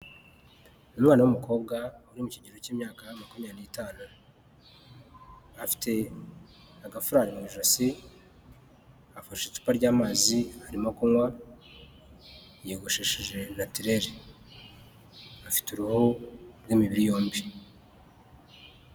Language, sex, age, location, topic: Kinyarwanda, male, 36-49, Huye, health